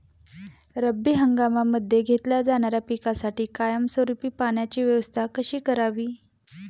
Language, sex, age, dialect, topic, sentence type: Marathi, female, 25-30, Standard Marathi, agriculture, question